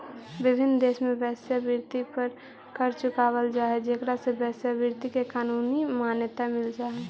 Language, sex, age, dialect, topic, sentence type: Magahi, female, 18-24, Central/Standard, banking, statement